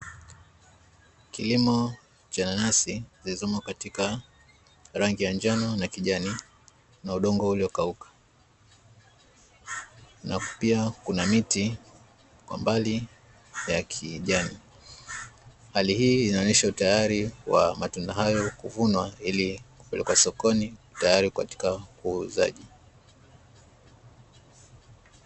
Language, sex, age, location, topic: Swahili, male, 25-35, Dar es Salaam, agriculture